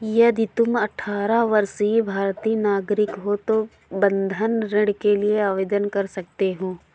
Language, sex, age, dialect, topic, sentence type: Hindi, female, 25-30, Awadhi Bundeli, banking, statement